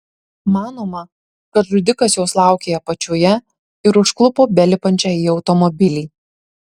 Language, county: Lithuanian, Marijampolė